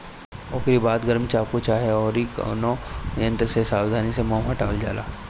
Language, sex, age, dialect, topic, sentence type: Bhojpuri, female, 18-24, Northern, agriculture, statement